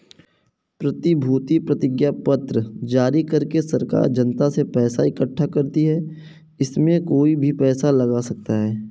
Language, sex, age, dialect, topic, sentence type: Hindi, male, 18-24, Kanauji Braj Bhasha, banking, statement